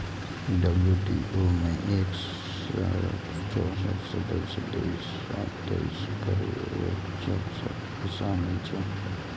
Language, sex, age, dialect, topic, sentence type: Maithili, male, 56-60, Eastern / Thethi, banking, statement